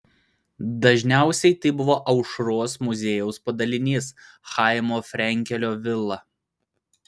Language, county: Lithuanian, Vilnius